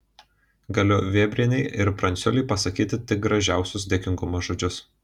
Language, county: Lithuanian, Kaunas